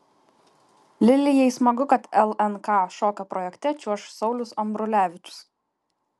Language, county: Lithuanian, Kaunas